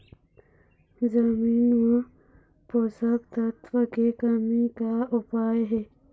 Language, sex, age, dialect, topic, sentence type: Chhattisgarhi, female, 51-55, Eastern, agriculture, question